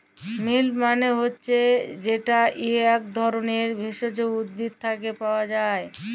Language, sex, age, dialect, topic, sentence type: Bengali, female, <18, Jharkhandi, agriculture, statement